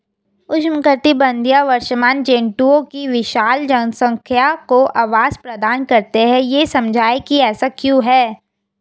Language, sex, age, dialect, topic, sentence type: Hindi, female, 18-24, Hindustani Malvi Khadi Boli, agriculture, question